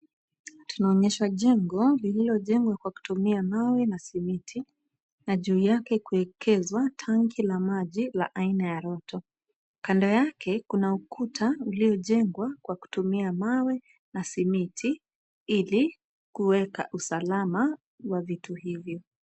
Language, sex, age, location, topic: Swahili, female, 25-35, Nairobi, government